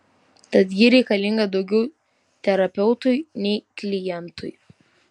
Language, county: Lithuanian, Vilnius